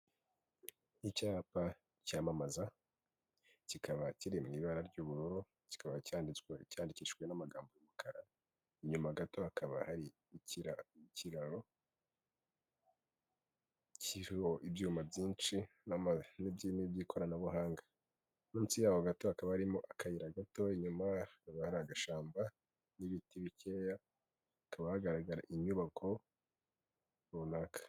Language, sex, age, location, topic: Kinyarwanda, male, 25-35, Kigali, finance